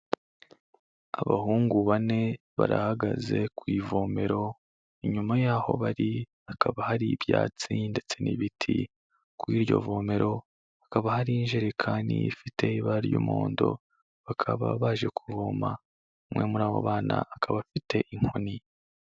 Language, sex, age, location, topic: Kinyarwanda, male, 25-35, Kigali, health